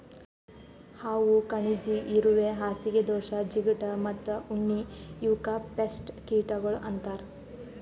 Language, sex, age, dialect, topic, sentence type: Kannada, female, 18-24, Northeastern, agriculture, statement